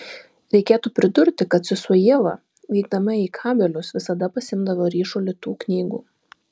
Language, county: Lithuanian, Vilnius